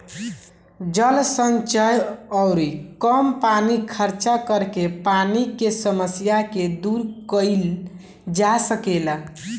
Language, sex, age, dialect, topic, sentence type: Bhojpuri, male, <18, Southern / Standard, agriculture, statement